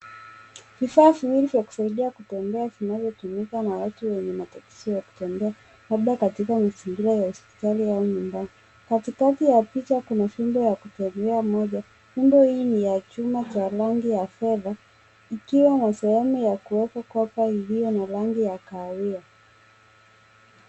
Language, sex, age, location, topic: Swahili, female, 18-24, Nairobi, health